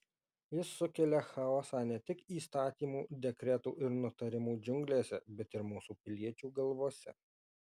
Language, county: Lithuanian, Alytus